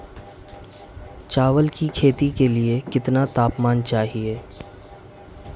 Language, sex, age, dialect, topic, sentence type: Hindi, male, 25-30, Marwari Dhudhari, agriculture, question